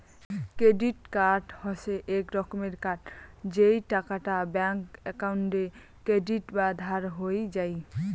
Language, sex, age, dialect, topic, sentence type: Bengali, female, 18-24, Rajbangshi, banking, statement